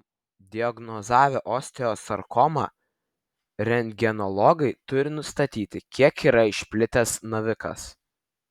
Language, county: Lithuanian, Vilnius